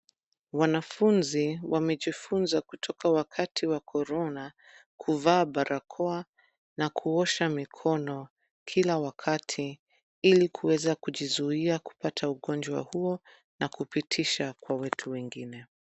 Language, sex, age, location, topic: Swahili, female, 25-35, Nairobi, health